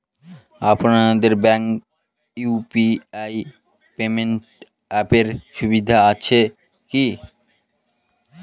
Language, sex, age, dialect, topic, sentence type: Bengali, male, 18-24, Northern/Varendri, banking, question